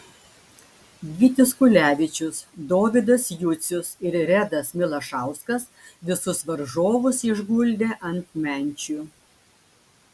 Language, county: Lithuanian, Klaipėda